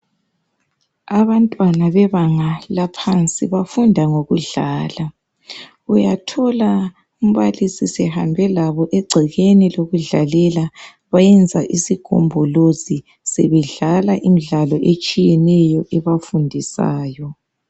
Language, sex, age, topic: North Ndebele, male, 36-49, education